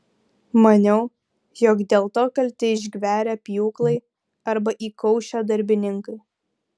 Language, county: Lithuanian, Kaunas